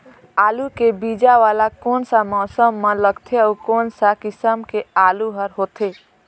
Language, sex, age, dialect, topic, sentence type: Chhattisgarhi, female, 18-24, Northern/Bhandar, agriculture, question